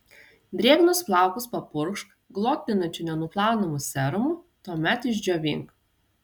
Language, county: Lithuanian, Vilnius